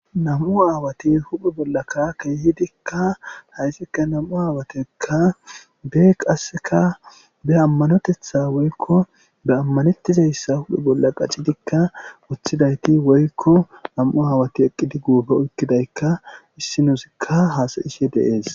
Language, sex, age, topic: Gamo, male, 25-35, government